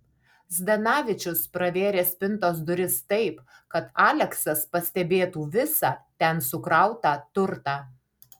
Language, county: Lithuanian, Alytus